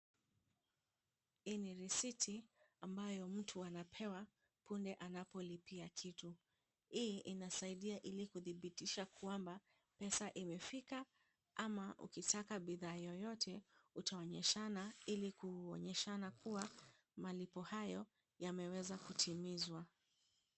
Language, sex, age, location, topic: Swahili, female, 25-35, Kisumu, finance